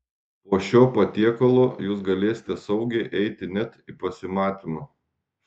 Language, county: Lithuanian, Šiauliai